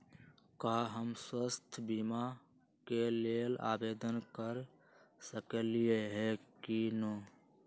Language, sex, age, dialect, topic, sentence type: Magahi, male, 31-35, Western, banking, question